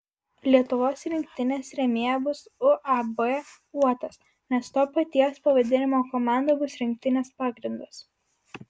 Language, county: Lithuanian, Vilnius